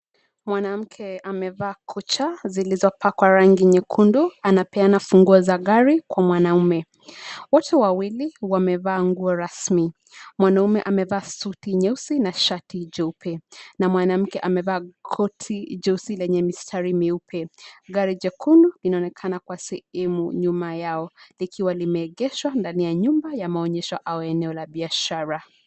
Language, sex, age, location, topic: Swahili, female, 25-35, Nairobi, finance